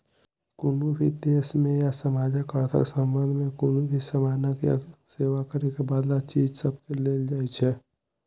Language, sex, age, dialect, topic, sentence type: Maithili, male, 18-24, Bajjika, banking, statement